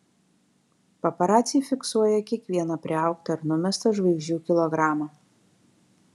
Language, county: Lithuanian, Kaunas